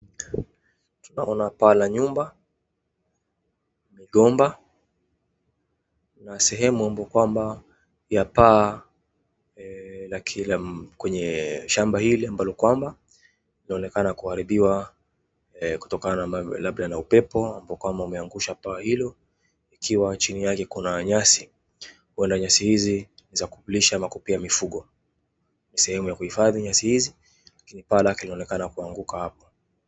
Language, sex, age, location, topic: Swahili, male, 25-35, Wajir, agriculture